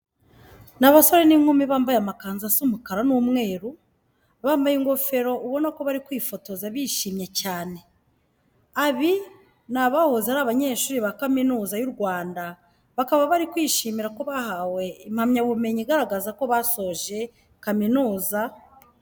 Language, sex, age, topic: Kinyarwanda, female, 50+, education